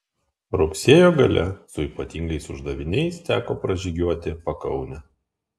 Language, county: Lithuanian, Kaunas